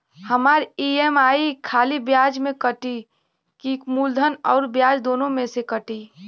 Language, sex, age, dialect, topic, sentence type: Bhojpuri, female, 18-24, Western, banking, question